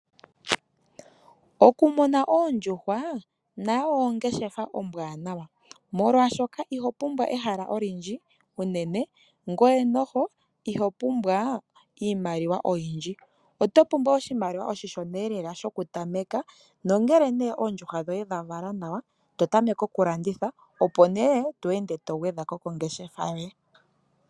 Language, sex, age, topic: Oshiwambo, female, 25-35, agriculture